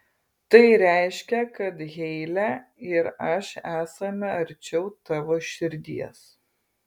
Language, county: Lithuanian, Kaunas